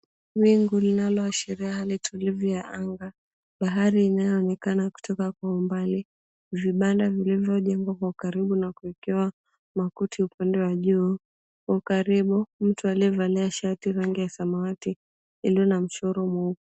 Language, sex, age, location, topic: Swahili, female, 18-24, Mombasa, government